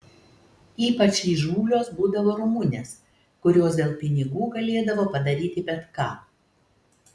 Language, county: Lithuanian, Telšiai